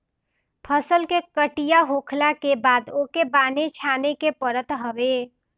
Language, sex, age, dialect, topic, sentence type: Bhojpuri, female, 18-24, Northern, agriculture, statement